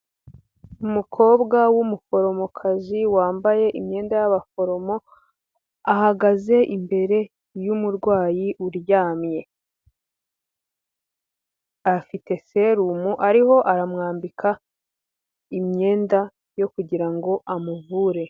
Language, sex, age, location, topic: Kinyarwanda, female, 18-24, Huye, health